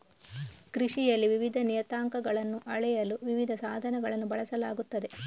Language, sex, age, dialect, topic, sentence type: Kannada, female, 31-35, Coastal/Dakshin, agriculture, statement